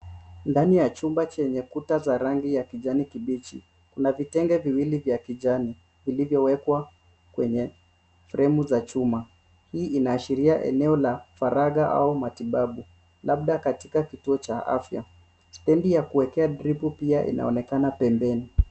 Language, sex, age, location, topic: Swahili, male, 25-35, Nairobi, health